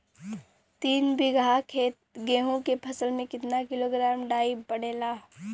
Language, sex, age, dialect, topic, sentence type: Bhojpuri, female, 25-30, Western, agriculture, question